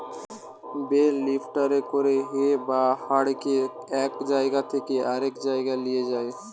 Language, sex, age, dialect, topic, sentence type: Bengali, male, <18, Western, agriculture, statement